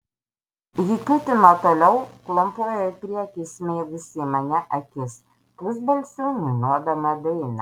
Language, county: Lithuanian, Vilnius